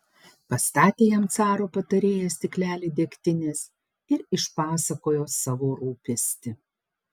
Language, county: Lithuanian, Panevėžys